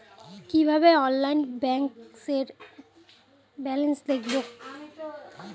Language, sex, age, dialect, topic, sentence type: Bengali, female, 25-30, Rajbangshi, banking, question